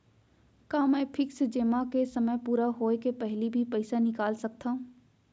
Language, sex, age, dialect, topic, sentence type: Chhattisgarhi, female, 25-30, Central, banking, question